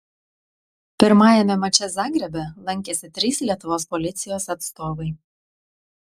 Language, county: Lithuanian, Klaipėda